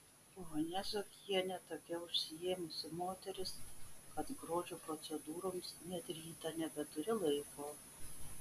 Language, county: Lithuanian, Vilnius